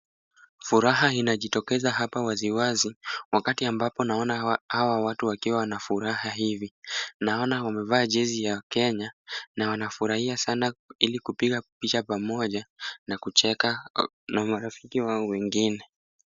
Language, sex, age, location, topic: Swahili, male, 18-24, Kisumu, government